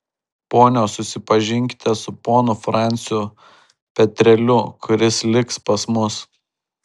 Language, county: Lithuanian, Šiauliai